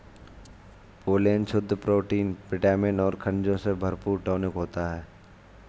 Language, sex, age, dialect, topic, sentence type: Hindi, male, 25-30, Awadhi Bundeli, agriculture, statement